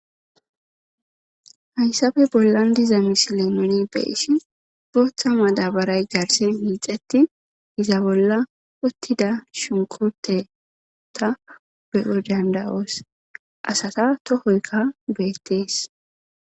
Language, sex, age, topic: Gamo, female, 18-24, agriculture